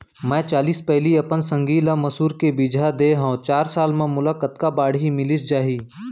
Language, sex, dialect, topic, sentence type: Chhattisgarhi, male, Central, agriculture, question